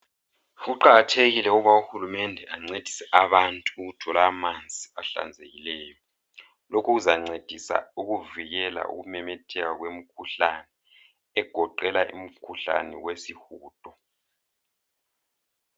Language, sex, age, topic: North Ndebele, male, 36-49, health